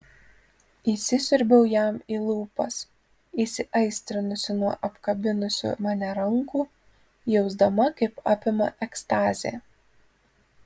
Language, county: Lithuanian, Panevėžys